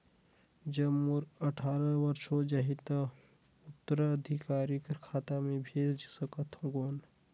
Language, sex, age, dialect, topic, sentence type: Chhattisgarhi, male, 18-24, Northern/Bhandar, banking, question